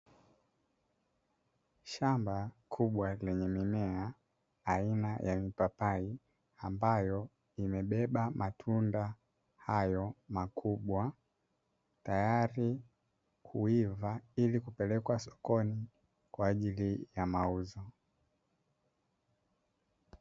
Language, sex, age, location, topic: Swahili, male, 25-35, Dar es Salaam, agriculture